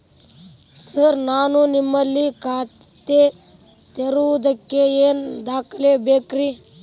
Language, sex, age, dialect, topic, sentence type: Kannada, male, 18-24, Dharwad Kannada, banking, question